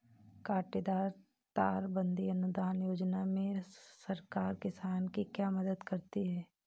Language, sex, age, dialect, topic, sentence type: Hindi, female, 18-24, Marwari Dhudhari, agriculture, question